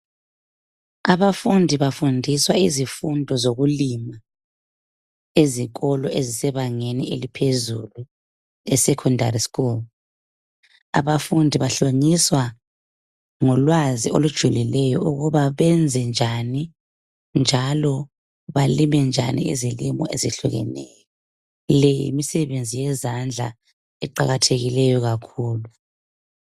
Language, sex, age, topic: North Ndebele, female, 25-35, education